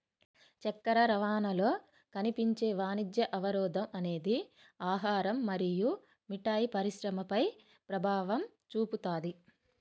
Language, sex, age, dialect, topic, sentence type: Telugu, female, 18-24, Telangana, banking, statement